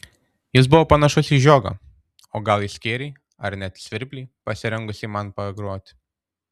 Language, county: Lithuanian, Tauragė